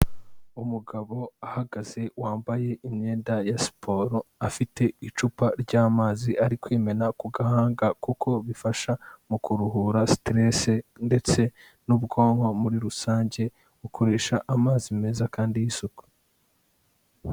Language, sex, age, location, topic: Kinyarwanda, male, 18-24, Kigali, health